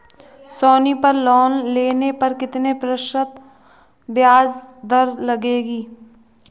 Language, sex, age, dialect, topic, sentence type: Hindi, male, 18-24, Kanauji Braj Bhasha, banking, question